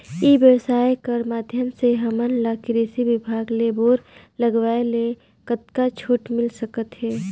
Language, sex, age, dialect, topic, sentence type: Chhattisgarhi, female, 25-30, Northern/Bhandar, agriculture, question